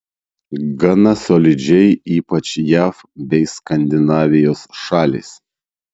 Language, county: Lithuanian, Šiauliai